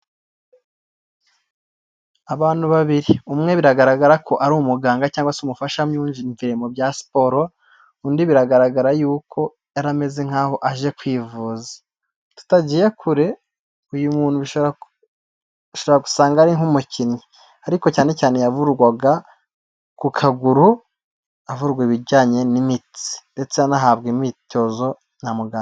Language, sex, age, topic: Kinyarwanda, male, 18-24, health